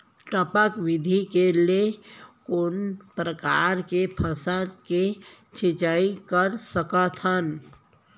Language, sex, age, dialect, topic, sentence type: Chhattisgarhi, female, 31-35, Central, agriculture, question